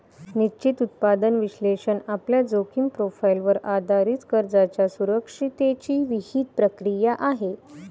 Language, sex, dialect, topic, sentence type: Marathi, female, Varhadi, banking, statement